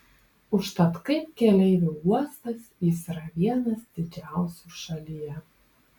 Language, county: Lithuanian, Panevėžys